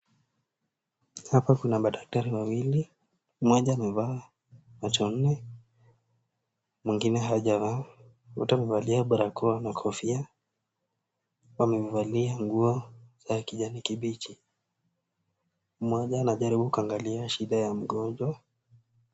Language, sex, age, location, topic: Swahili, male, 18-24, Nakuru, health